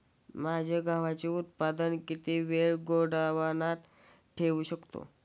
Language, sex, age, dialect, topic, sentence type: Marathi, male, <18, Standard Marathi, agriculture, question